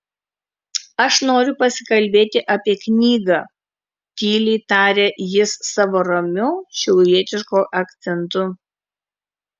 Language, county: Lithuanian, Kaunas